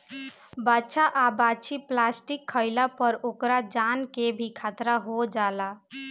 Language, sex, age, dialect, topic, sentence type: Bhojpuri, female, 18-24, Southern / Standard, agriculture, statement